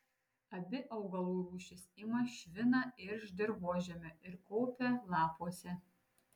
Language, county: Lithuanian, Šiauliai